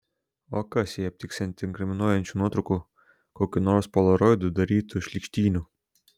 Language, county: Lithuanian, Šiauliai